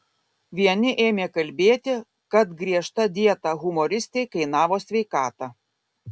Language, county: Lithuanian, Kaunas